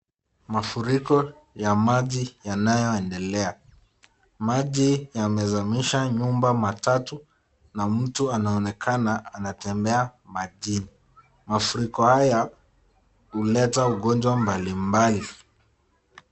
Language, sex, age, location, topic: Swahili, male, 25-35, Nakuru, health